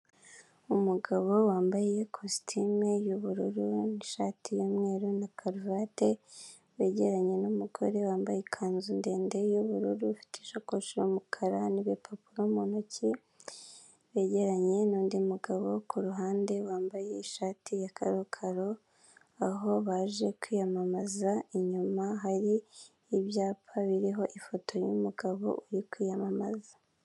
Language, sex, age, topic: Kinyarwanda, female, 18-24, government